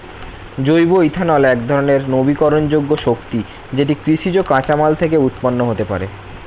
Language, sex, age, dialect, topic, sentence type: Bengali, male, 18-24, Standard Colloquial, agriculture, statement